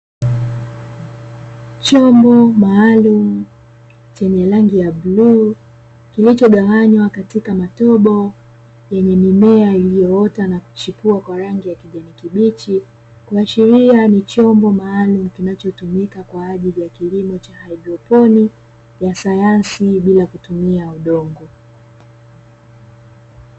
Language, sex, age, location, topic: Swahili, female, 25-35, Dar es Salaam, agriculture